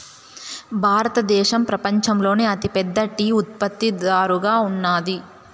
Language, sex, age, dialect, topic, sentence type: Telugu, female, 18-24, Southern, agriculture, statement